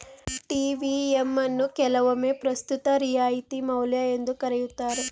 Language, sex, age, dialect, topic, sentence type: Kannada, female, 18-24, Mysore Kannada, banking, statement